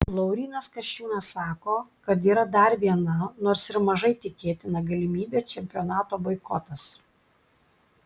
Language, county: Lithuanian, Klaipėda